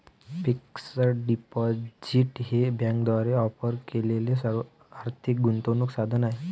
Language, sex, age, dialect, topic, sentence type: Marathi, male, 18-24, Varhadi, banking, statement